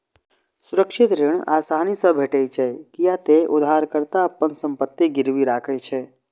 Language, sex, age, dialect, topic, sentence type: Maithili, male, 25-30, Eastern / Thethi, banking, statement